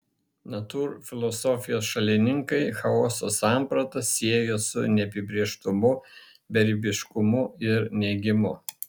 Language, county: Lithuanian, Šiauliai